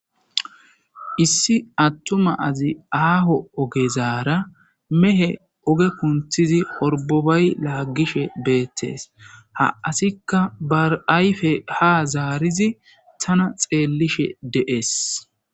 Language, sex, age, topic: Gamo, male, 25-35, agriculture